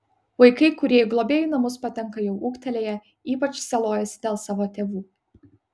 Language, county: Lithuanian, Kaunas